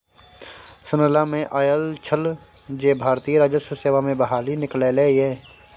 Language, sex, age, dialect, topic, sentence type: Maithili, male, 18-24, Bajjika, banking, statement